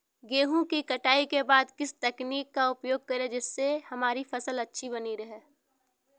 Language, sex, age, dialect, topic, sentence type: Hindi, female, 18-24, Awadhi Bundeli, agriculture, question